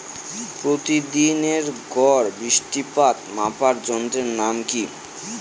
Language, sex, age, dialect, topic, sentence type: Bengali, male, 18-24, Northern/Varendri, agriculture, question